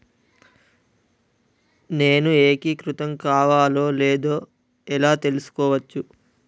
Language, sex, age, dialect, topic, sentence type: Telugu, male, 18-24, Telangana, banking, question